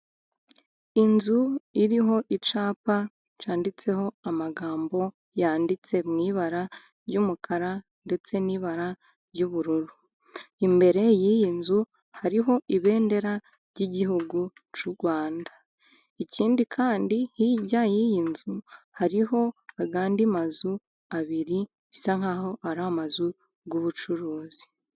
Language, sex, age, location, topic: Kinyarwanda, female, 18-24, Musanze, finance